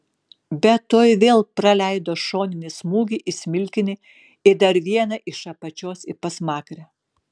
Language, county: Lithuanian, Kaunas